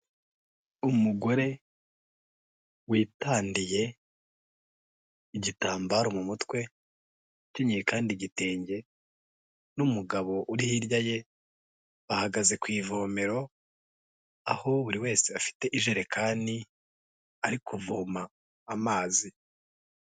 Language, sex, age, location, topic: Kinyarwanda, male, 18-24, Kigali, health